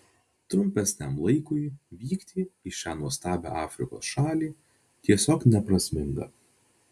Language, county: Lithuanian, Vilnius